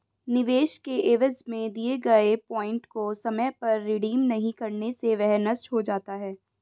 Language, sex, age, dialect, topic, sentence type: Hindi, female, 18-24, Hindustani Malvi Khadi Boli, banking, statement